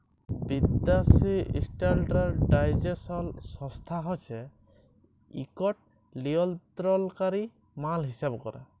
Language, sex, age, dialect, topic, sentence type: Bengali, male, 18-24, Jharkhandi, banking, statement